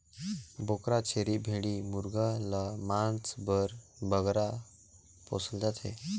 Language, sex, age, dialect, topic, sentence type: Chhattisgarhi, male, 18-24, Northern/Bhandar, agriculture, statement